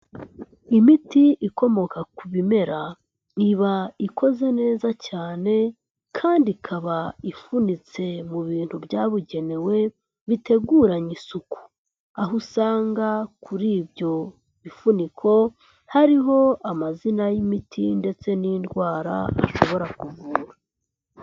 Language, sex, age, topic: Kinyarwanda, male, 25-35, health